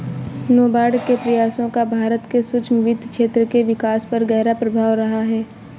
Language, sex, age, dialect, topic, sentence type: Hindi, female, 18-24, Awadhi Bundeli, banking, statement